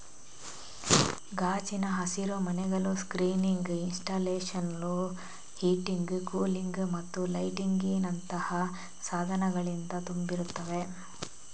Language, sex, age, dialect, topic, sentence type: Kannada, female, 41-45, Coastal/Dakshin, agriculture, statement